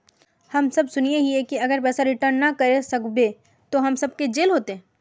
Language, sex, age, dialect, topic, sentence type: Magahi, female, 56-60, Northeastern/Surjapuri, banking, question